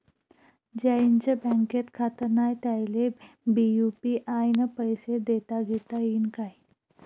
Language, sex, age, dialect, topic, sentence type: Marathi, female, 18-24, Varhadi, banking, question